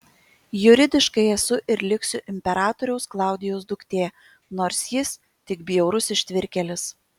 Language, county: Lithuanian, Kaunas